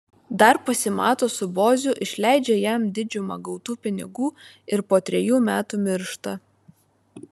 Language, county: Lithuanian, Vilnius